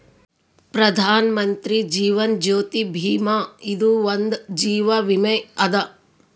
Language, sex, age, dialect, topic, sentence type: Kannada, female, 60-100, Northeastern, banking, statement